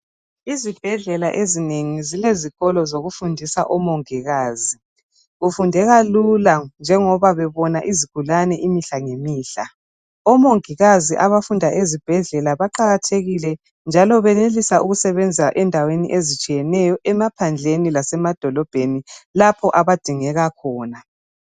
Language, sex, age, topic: North Ndebele, female, 36-49, health